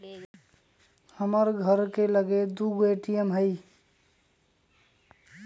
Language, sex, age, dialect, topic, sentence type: Magahi, male, 25-30, Western, banking, statement